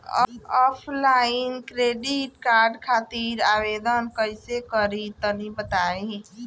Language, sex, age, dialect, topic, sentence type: Bhojpuri, female, 25-30, Southern / Standard, banking, question